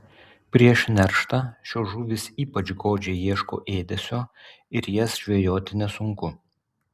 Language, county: Lithuanian, Utena